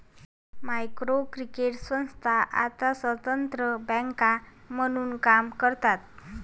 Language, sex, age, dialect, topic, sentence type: Marathi, female, 18-24, Varhadi, banking, statement